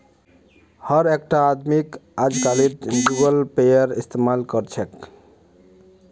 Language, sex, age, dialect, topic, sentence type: Magahi, male, 18-24, Northeastern/Surjapuri, banking, statement